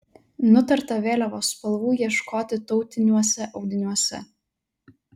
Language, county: Lithuanian, Telšiai